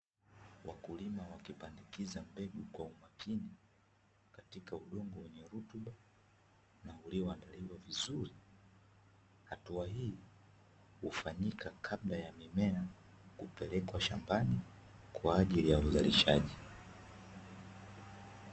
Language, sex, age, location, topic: Swahili, male, 25-35, Dar es Salaam, agriculture